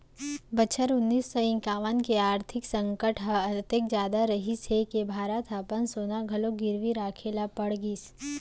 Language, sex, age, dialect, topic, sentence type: Chhattisgarhi, female, 56-60, Central, banking, statement